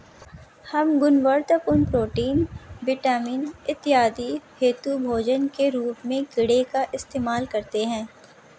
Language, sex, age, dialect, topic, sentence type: Hindi, female, 56-60, Marwari Dhudhari, agriculture, statement